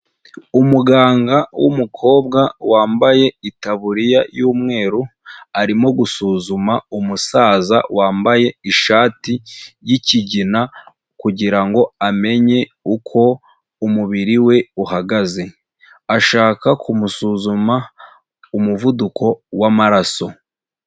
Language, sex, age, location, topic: Kinyarwanda, male, 25-35, Huye, health